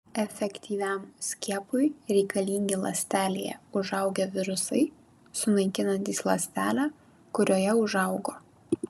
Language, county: Lithuanian, Kaunas